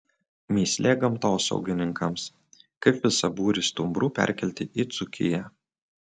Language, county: Lithuanian, Utena